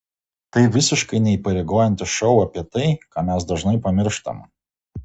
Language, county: Lithuanian, Kaunas